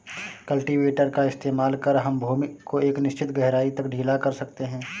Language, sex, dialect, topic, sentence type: Hindi, male, Marwari Dhudhari, agriculture, statement